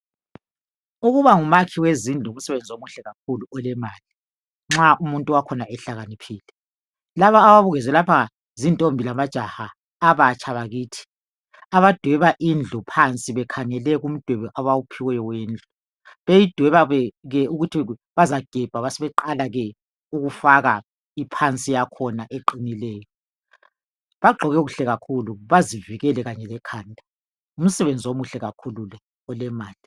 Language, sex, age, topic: North Ndebele, female, 50+, education